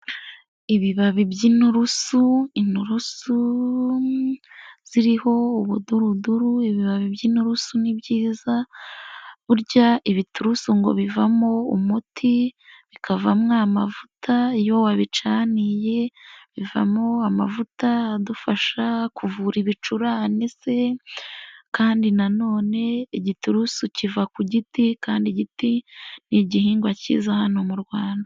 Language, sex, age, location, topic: Kinyarwanda, female, 18-24, Nyagatare, health